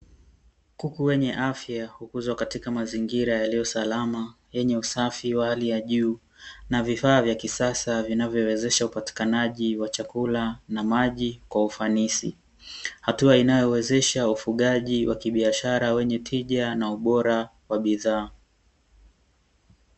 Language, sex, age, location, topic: Swahili, male, 18-24, Dar es Salaam, agriculture